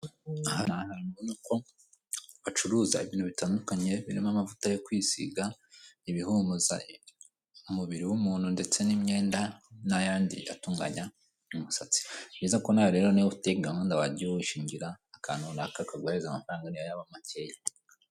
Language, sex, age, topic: Kinyarwanda, female, 18-24, finance